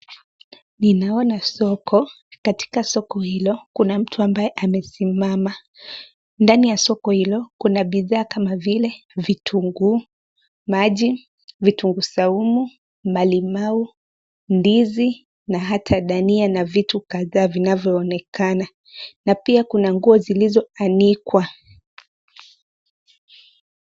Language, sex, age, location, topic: Swahili, female, 18-24, Nairobi, finance